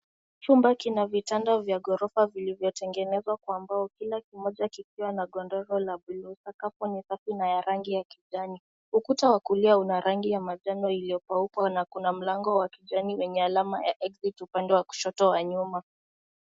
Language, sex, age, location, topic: Swahili, female, 18-24, Nairobi, education